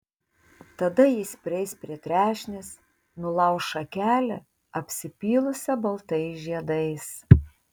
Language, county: Lithuanian, Tauragė